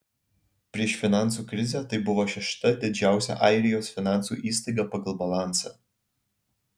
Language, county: Lithuanian, Alytus